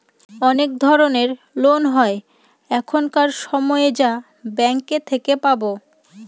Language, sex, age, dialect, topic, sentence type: Bengali, female, 25-30, Northern/Varendri, banking, statement